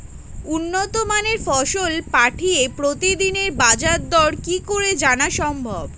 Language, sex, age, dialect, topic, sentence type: Bengali, female, 18-24, Standard Colloquial, agriculture, question